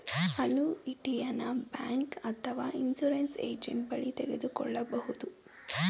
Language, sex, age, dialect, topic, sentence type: Kannada, female, 18-24, Mysore Kannada, banking, statement